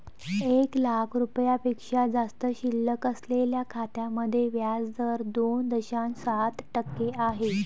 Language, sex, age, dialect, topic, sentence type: Marathi, female, 25-30, Varhadi, banking, statement